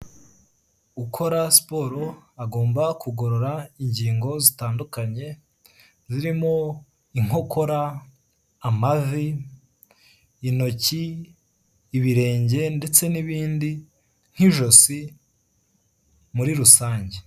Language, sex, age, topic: Kinyarwanda, male, 18-24, health